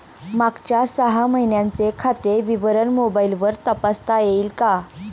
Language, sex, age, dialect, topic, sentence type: Marathi, female, 18-24, Standard Marathi, banking, question